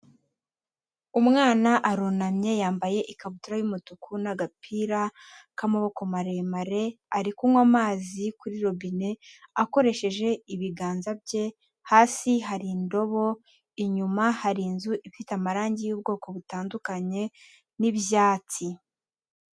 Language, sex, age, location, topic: Kinyarwanda, female, 18-24, Kigali, health